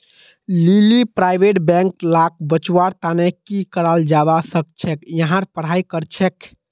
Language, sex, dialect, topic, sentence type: Magahi, male, Northeastern/Surjapuri, banking, statement